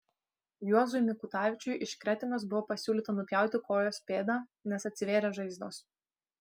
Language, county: Lithuanian, Kaunas